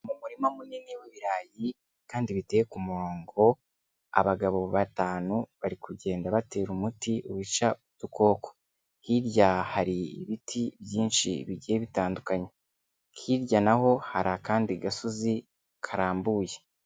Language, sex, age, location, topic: Kinyarwanda, male, 25-35, Kigali, agriculture